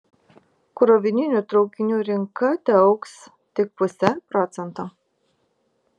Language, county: Lithuanian, Vilnius